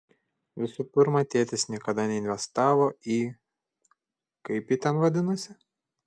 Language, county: Lithuanian, Šiauliai